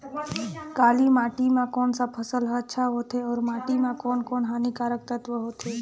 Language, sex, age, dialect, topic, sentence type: Chhattisgarhi, female, 18-24, Northern/Bhandar, agriculture, question